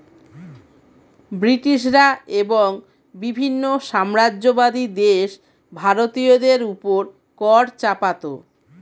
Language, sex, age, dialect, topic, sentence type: Bengali, female, 36-40, Standard Colloquial, banking, statement